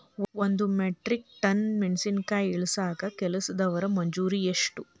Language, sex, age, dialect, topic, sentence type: Kannada, female, 31-35, Dharwad Kannada, agriculture, question